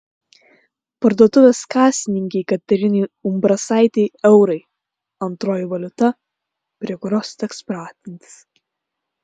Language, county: Lithuanian, Klaipėda